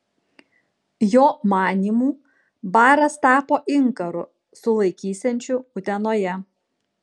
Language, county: Lithuanian, Kaunas